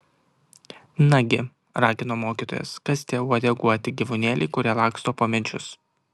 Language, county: Lithuanian, Kaunas